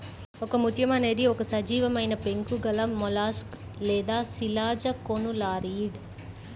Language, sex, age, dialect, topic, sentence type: Telugu, male, 25-30, Central/Coastal, agriculture, statement